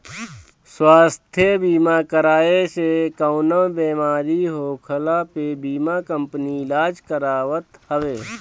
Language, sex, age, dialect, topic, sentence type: Bhojpuri, male, 25-30, Northern, banking, statement